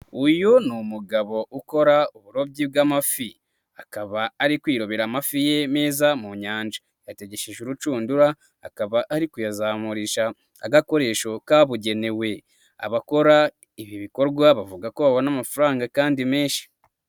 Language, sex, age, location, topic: Kinyarwanda, male, 25-35, Nyagatare, agriculture